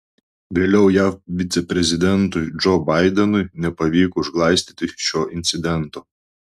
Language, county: Lithuanian, Klaipėda